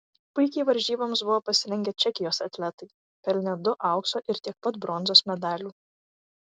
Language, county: Lithuanian, Vilnius